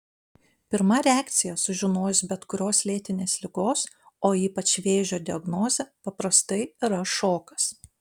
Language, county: Lithuanian, Panevėžys